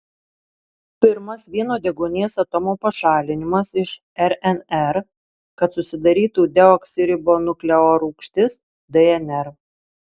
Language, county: Lithuanian, Marijampolė